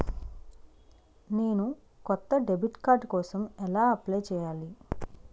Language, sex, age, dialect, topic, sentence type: Telugu, female, 25-30, Utterandhra, banking, question